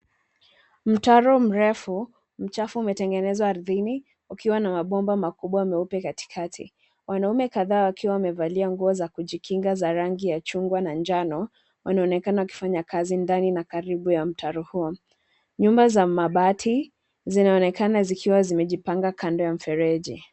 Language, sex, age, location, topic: Swahili, female, 25-35, Nairobi, government